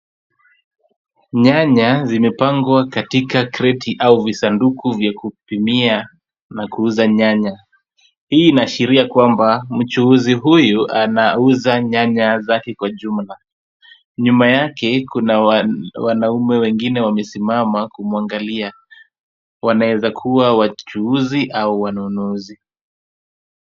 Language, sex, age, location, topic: Swahili, male, 25-35, Kisumu, finance